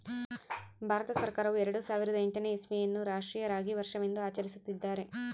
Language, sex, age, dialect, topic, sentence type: Kannada, female, 25-30, Central, agriculture, statement